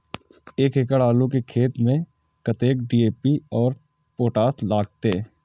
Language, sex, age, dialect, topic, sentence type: Maithili, male, 18-24, Eastern / Thethi, agriculture, question